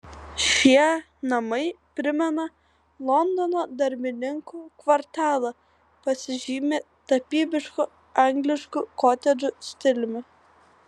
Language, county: Lithuanian, Kaunas